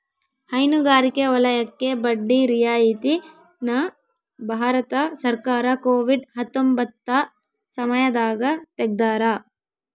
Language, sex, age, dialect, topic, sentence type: Kannada, female, 18-24, Central, agriculture, statement